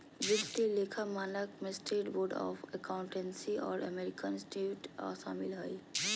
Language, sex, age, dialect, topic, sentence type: Magahi, female, 31-35, Southern, banking, statement